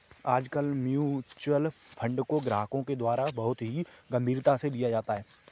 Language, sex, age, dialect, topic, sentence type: Hindi, male, 25-30, Kanauji Braj Bhasha, banking, statement